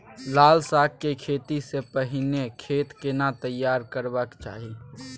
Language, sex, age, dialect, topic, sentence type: Maithili, male, 18-24, Bajjika, agriculture, question